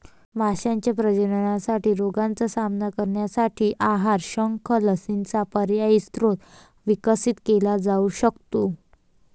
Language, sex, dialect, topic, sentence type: Marathi, female, Varhadi, agriculture, statement